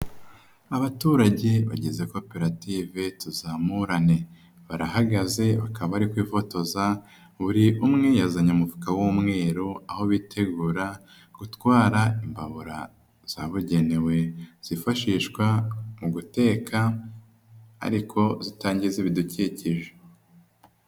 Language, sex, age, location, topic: Kinyarwanda, male, 25-35, Nyagatare, finance